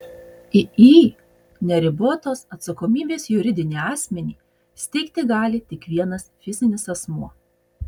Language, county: Lithuanian, Utena